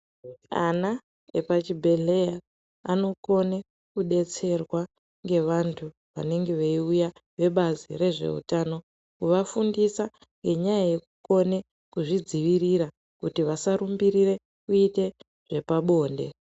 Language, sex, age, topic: Ndau, female, 18-24, health